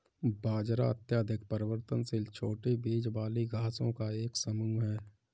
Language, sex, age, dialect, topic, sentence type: Hindi, male, 25-30, Kanauji Braj Bhasha, agriculture, statement